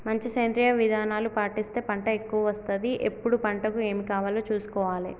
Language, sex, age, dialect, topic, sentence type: Telugu, female, 18-24, Telangana, agriculture, statement